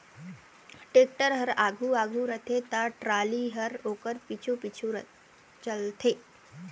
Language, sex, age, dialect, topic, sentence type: Chhattisgarhi, female, 18-24, Northern/Bhandar, agriculture, statement